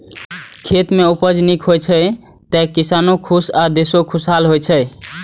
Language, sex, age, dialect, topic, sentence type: Maithili, male, 18-24, Eastern / Thethi, agriculture, statement